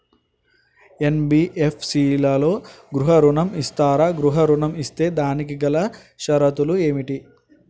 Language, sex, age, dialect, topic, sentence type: Telugu, male, 18-24, Telangana, banking, question